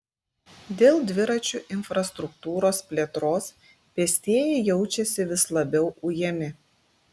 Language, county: Lithuanian, Klaipėda